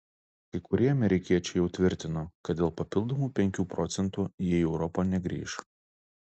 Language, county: Lithuanian, Alytus